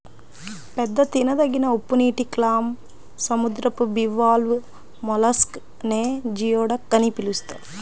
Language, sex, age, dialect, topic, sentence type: Telugu, female, 25-30, Central/Coastal, agriculture, statement